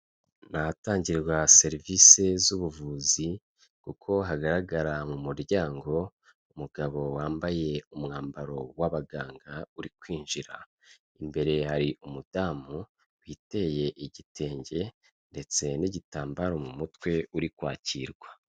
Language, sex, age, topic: Kinyarwanda, male, 25-35, finance